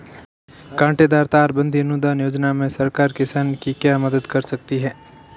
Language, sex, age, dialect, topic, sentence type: Hindi, male, 18-24, Marwari Dhudhari, agriculture, question